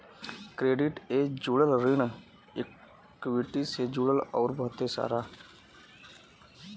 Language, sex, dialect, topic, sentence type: Bhojpuri, male, Western, banking, statement